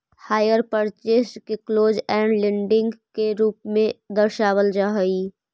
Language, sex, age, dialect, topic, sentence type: Magahi, female, 25-30, Central/Standard, agriculture, statement